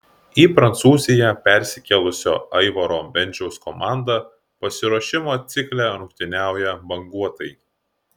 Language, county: Lithuanian, Klaipėda